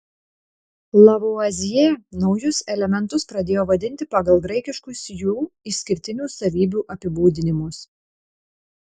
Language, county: Lithuanian, Panevėžys